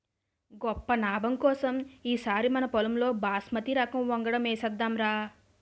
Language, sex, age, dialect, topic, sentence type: Telugu, female, 25-30, Utterandhra, agriculture, statement